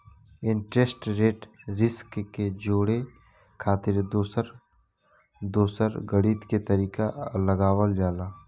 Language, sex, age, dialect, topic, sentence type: Bhojpuri, male, <18, Southern / Standard, banking, statement